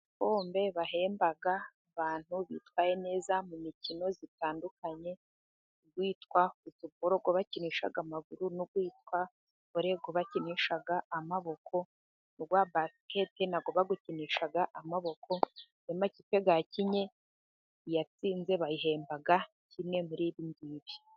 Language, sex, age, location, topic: Kinyarwanda, female, 50+, Musanze, government